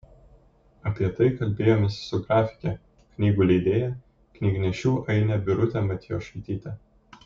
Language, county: Lithuanian, Kaunas